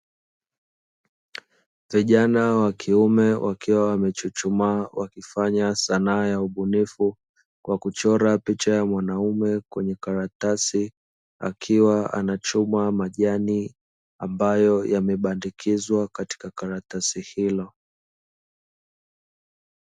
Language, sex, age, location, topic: Swahili, male, 25-35, Dar es Salaam, education